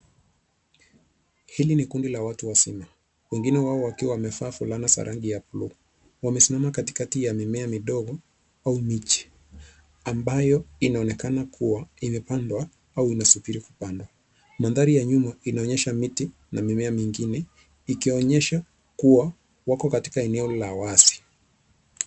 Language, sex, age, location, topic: Swahili, male, 25-35, Nairobi, government